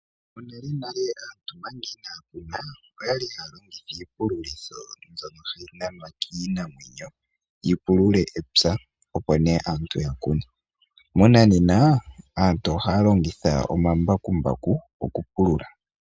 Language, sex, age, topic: Oshiwambo, male, 18-24, agriculture